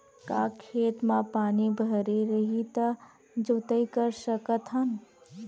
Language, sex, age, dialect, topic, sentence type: Chhattisgarhi, female, 25-30, Western/Budati/Khatahi, agriculture, question